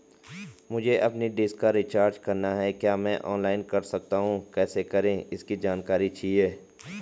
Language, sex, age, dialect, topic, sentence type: Hindi, male, 18-24, Garhwali, banking, question